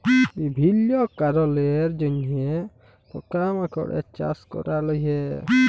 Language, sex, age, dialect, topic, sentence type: Bengali, male, 18-24, Jharkhandi, agriculture, statement